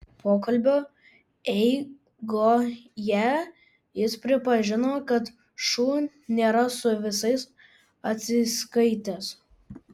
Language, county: Lithuanian, Kaunas